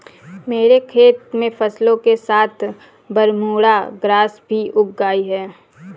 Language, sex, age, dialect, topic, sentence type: Hindi, female, 18-24, Kanauji Braj Bhasha, agriculture, statement